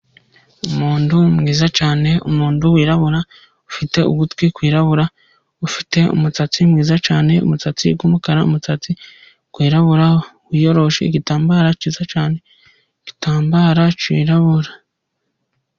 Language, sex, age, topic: Kinyarwanda, female, 25-35, agriculture